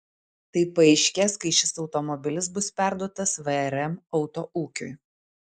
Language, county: Lithuanian, Utena